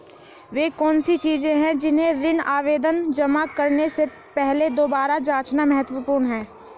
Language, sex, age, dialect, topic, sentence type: Hindi, female, 18-24, Hindustani Malvi Khadi Boli, banking, question